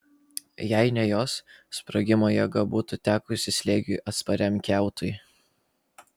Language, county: Lithuanian, Vilnius